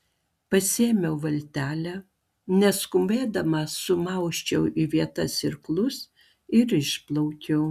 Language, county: Lithuanian, Klaipėda